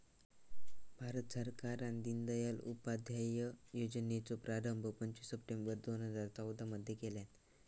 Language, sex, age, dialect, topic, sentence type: Marathi, male, 18-24, Southern Konkan, banking, statement